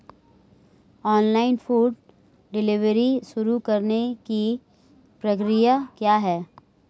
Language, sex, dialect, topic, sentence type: Hindi, female, Marwari Dhudhari, banking, question